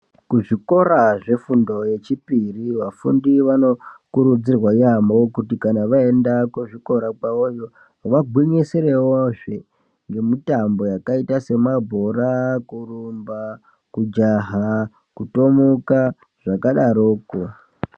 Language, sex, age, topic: Ndau, female, 18-24, education